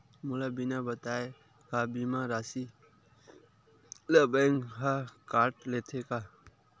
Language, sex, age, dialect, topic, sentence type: Chhattisgarhi, male, 25-30, Western/Budati/Khatahi, banking, question